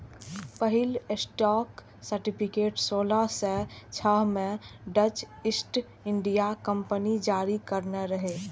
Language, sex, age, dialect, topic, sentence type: Maithili, female, 46-50, Eastern / Thethi, banking, statement